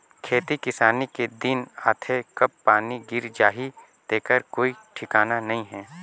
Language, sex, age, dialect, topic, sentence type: Chhattisgarhi, male, 18-24, Northern/Bhandar, agriculture, statement